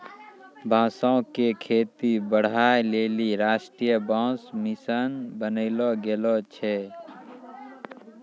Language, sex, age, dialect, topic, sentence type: Maithili, male, 36-40, Angika, agriculture, statement